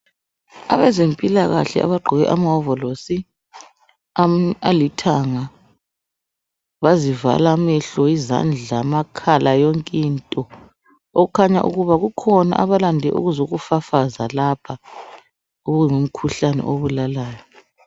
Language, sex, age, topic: North Ndebele, male, 36-49, health